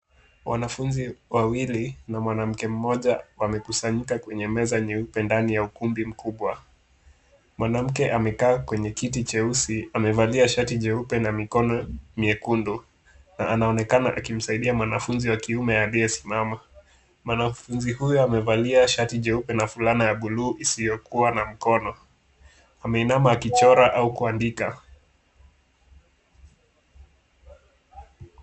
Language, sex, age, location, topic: Swahili, male, 18-24, Kisumu, government